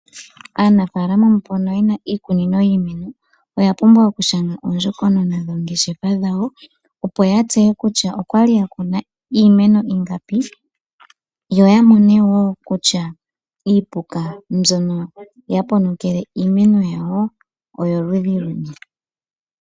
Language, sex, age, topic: Oshiwambo, female, 18-24, agriculture